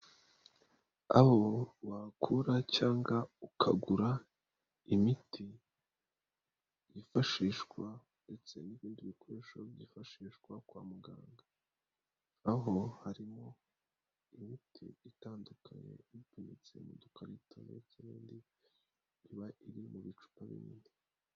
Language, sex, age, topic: Kinyarwanda, male, 25-35, health